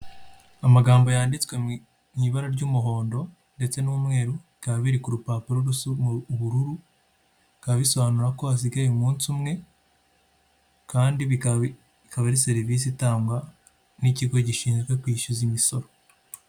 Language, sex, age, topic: Kinyarwanda, male, 18-24, government